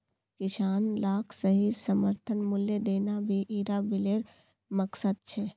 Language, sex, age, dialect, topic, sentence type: Magahi, female, 18-24, Northeastern/Surjapuri, agriculture, statement